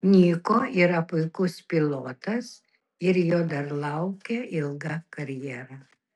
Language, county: Lithuanian, Kaunas